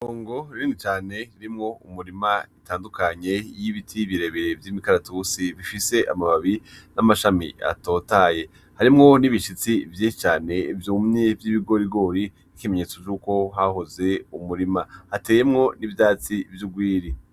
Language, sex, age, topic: Rundi, male, 25-35, agriculture